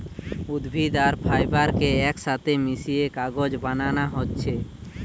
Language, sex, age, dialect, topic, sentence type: Bengali, male, 18-24, Western, agriculture, statement